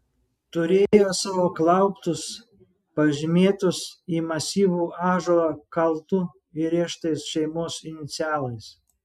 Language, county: Lithuanian, Šiauliai